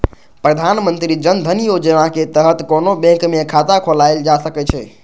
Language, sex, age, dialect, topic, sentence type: Maithili, male, 18-24, Eastern / Thethi, banking, statement